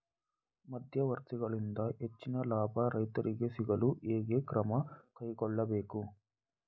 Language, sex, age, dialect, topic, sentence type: Kannada, male, 18-24, Coastal/Dakshin, agriculture, question